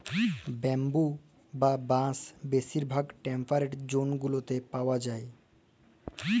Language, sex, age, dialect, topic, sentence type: Bengali, male, 18-24, Jharkhandi, agriculture, statement